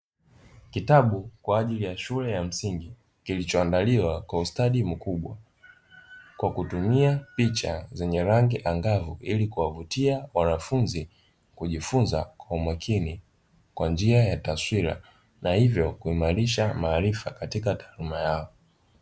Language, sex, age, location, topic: Swahili, male, 25-35, Dar es Salaam, education